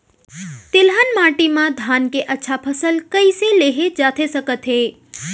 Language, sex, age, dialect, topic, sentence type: Chhattisgarhi, female, 25-30, Central, agriculture, question